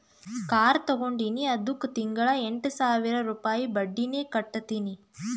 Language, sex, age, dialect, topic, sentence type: Kannada, female, 18-24, Northeastern, banking, statement